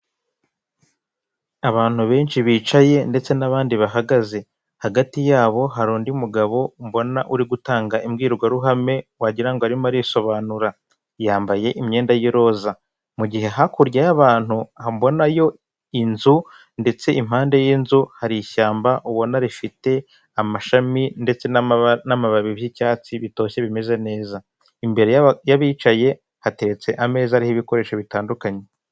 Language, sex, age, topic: Kinyarwanda, male, 25-35, government